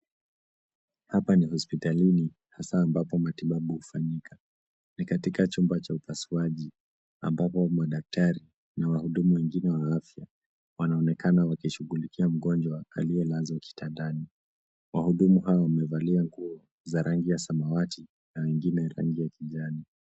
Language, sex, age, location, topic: Swahili, male, 18-24, Nairobi, health